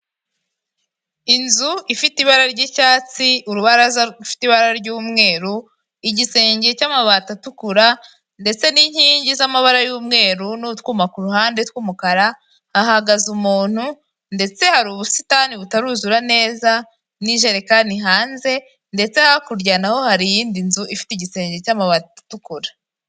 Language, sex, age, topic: Kinyarwanda, female, 18-24, finance